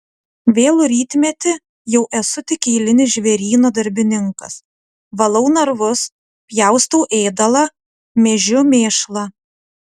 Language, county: Lithuanian, Utena